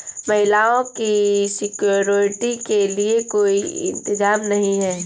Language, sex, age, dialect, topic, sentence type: Hindi, female, 25-30, Awadhi Bundeli, banking, statement